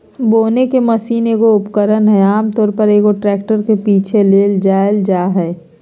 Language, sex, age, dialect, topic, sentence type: Magahi, female, 36-40, Southern, agriculture, statement